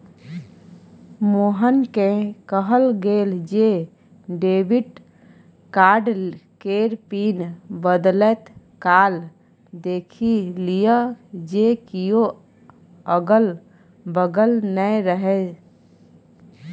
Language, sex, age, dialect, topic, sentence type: Maithili, female, 31-35, Bajjika, banking, statement